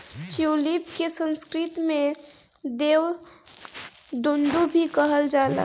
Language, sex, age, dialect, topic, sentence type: Bhojpuri, female, 41-45, Northern, agriculture, statement